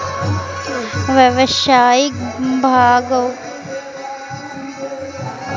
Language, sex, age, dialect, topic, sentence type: Maithili, female, 46-50, Southern/Standard, agriculture, statement